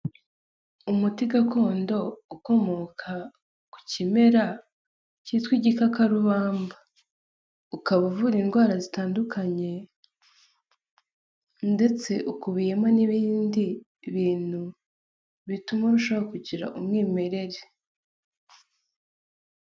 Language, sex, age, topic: Kinyarwanda, female, 18-24, health